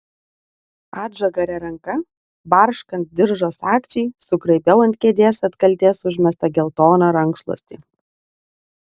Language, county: Lithuanian, Vilnius